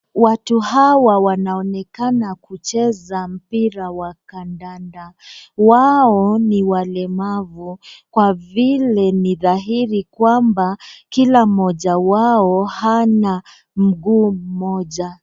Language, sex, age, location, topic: Swahili, female, 25-35, Nakuru, education